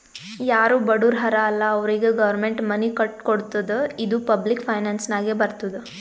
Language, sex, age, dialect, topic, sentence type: Kannada, female, 18-24, Northeastern, banking, statement